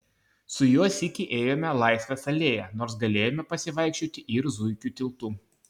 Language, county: Lithuanian, Kaunas